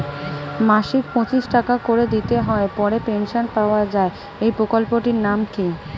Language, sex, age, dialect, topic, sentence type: Bengali, female, 36-40, Standard Colloquial, banking, question